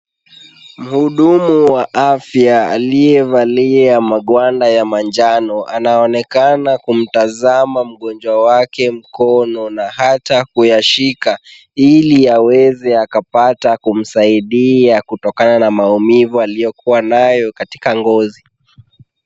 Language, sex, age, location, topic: Swahili, male, 18-24, Kisumu, health